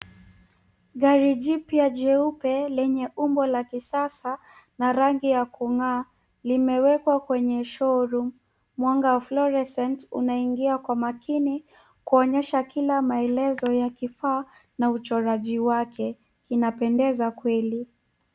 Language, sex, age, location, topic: Swahili, female, 18-24, Nairobi, finance